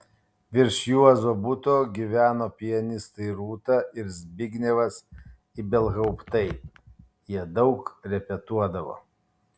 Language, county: Lithuanian, Kaunas